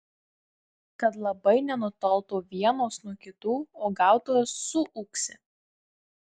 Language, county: Lithuanian, Marijampolė